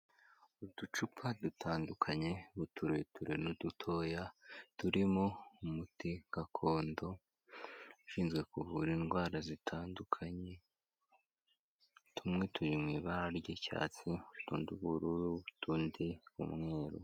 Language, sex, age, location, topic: Kinyarwanda, female, 25-35, Kigali, health